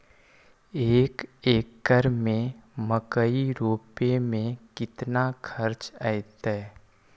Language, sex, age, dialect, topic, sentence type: Magahi, male, 25-30, Western, agriculture, question